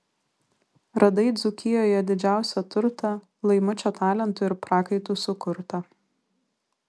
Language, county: Lithuanian, Vilnius